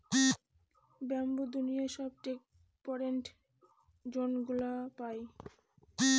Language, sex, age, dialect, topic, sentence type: Bengali, female, 18-24, Northern/Varendri, agriculture, statement